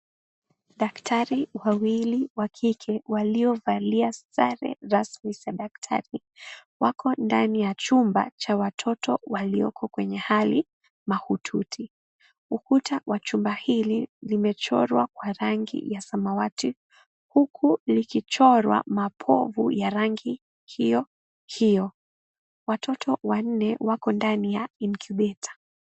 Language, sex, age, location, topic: Swahili, female, 18-24, Kisii, health